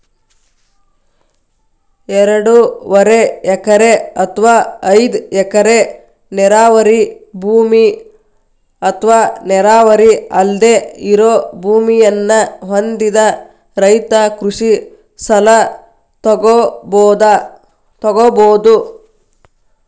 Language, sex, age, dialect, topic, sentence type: Kannada, female, 31-35, Dharwad Kannada, agriculture, statement